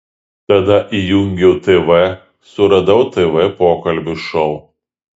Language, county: Lithuanian, Šiauliai